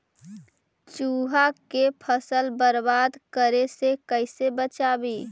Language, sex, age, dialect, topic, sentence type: Magahi, female, 18-24, Central/Standard, agriculture, question